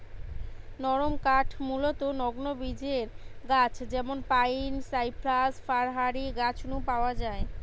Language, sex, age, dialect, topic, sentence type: Bengali, female, 25-30, Western, agriculture, statement